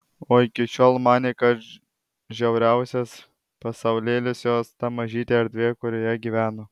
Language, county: Lithuanian, Alytus